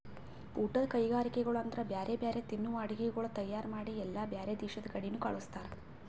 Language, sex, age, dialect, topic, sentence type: Kannada, female, 51-55, Northeastern, agriculture, statement